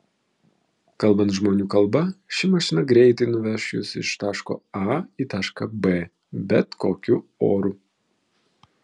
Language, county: Lithuanian, Vilnius